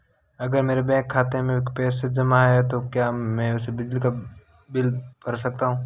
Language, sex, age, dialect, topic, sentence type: Hindi, male, 18-24, Marwari Dhudhari, banking, question